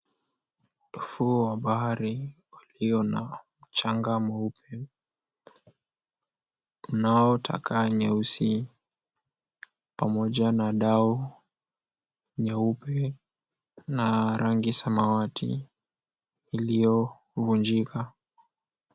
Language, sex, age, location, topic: Swahili, male, 18-24, Mombasa, government